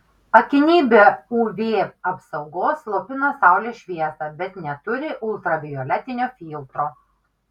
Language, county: Lithuanian, Kaunas